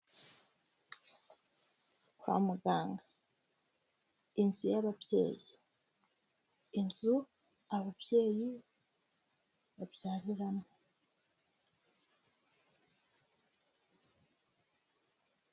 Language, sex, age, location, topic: Kinyarwanda, female, 18-24, Huye, health